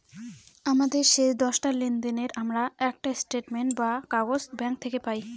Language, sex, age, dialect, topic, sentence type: Bengali, female, 18-24, Northern/Varendri, banking, statement